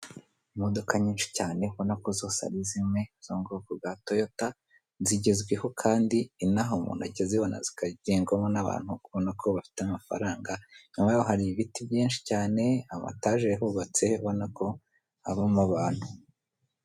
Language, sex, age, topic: Kinyarwanda, female, 18-24, finance